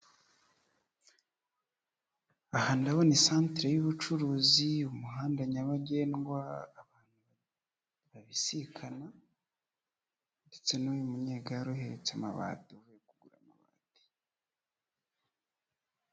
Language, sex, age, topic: Kinyarwanda, male, 25-35, finance